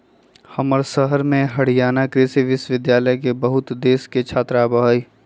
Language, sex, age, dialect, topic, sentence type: Magahi, male, 25-30, Western, agriculture, statement